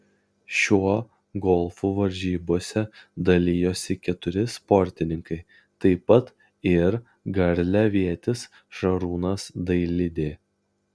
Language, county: Lithuanian, Klaipėda